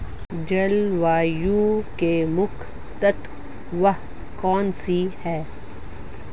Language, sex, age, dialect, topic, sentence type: Hindi, female, 36-40, Marwari Dhudhari, agriculture, question